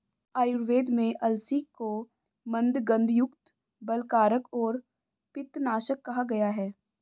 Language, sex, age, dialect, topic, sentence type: Hindi, female, 25-30, Hindustani Malvi Khadi Boli, agriculture, statement